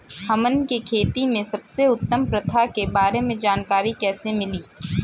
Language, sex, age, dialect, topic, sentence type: Bhojpuri, female, 18-24, Southern / Standard, agriculture, question